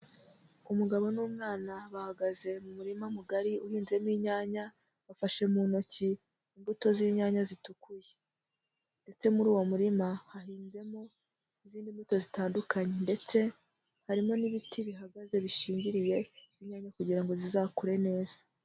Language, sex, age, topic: Kinyarwanda, male, 18-24, agriculture